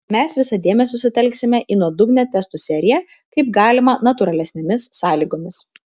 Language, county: Lithuanian, Vilnius